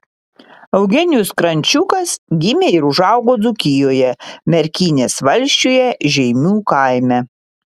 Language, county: Lithuanian, Panevėžys